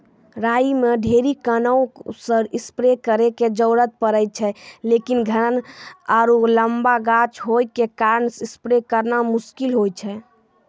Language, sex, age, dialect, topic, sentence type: Maithili, female, 18-24, Angika, agriculture, question